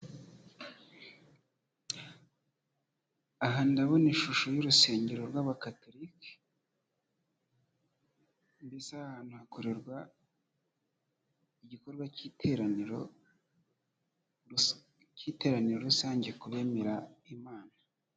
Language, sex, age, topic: Kinyarwanda, male, 25-35, finance